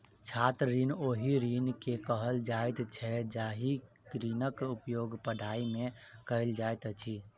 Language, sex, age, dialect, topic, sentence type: Maithili, male, 51-55, Southern/Standard, banking, statement